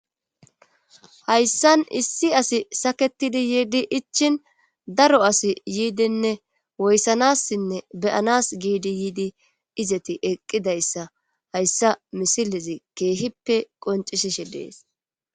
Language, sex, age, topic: Gamo, female, 25-35, government